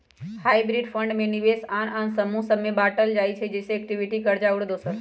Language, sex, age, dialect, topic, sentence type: Magahi, female, 56-60, Western, banking, statement